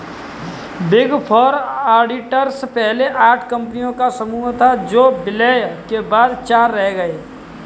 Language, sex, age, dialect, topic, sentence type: Hindi, male, 18-24, Kanauji Braj Bhasha, banking, statement